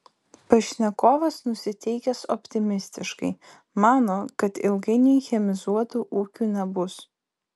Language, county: Lithuanian, Vilnius